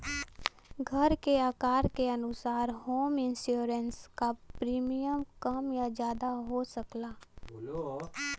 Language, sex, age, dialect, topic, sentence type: Bhojpuri, female, 18-24, Western, banking, statement